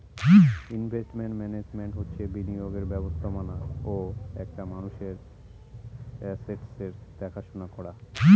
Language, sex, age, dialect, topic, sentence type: Bengali, male, 31-35, Northern/Varendri, banking, statement